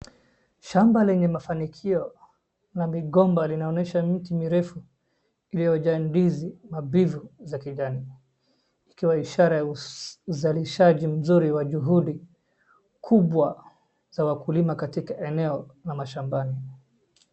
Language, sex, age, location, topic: Swahili, male, 18-24, Wajir, agriculture